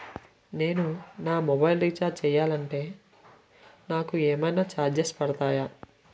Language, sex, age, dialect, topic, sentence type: Telugu, male, 18-24, Utterandhra, banking, question